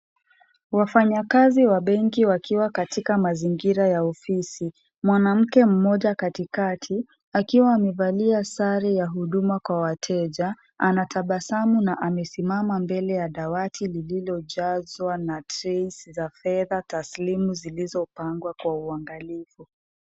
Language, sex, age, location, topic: Swahili, female, 25-35, Kisii, government